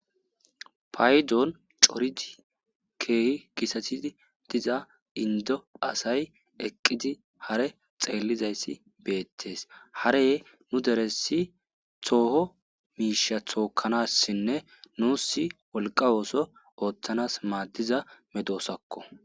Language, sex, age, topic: Gamo, male, 25-35, agriculture